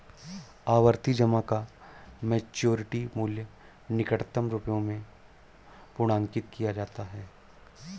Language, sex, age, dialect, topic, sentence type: Hindi, male, 46-50, Awadhi Bundeli, banking, statement